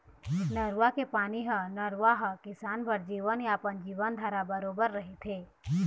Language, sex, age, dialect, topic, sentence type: Chhattisgarhi, female, 25-30, Eastern, agriculture, statement